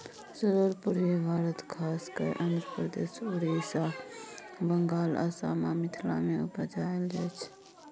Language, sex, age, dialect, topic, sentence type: Maithili, female, 18-24, Bajjika, agriculture, statement